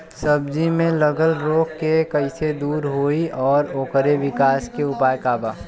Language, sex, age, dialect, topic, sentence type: Bhojpuri, male, 18-24, Western, agriculture, question